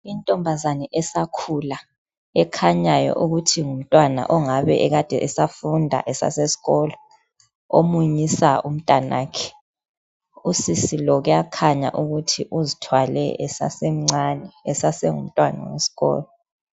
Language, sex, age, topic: North Ndebele, female, 50+, health